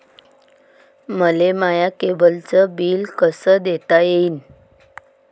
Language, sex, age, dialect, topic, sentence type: Marathi, female, 36-40, Varhadi, banking, question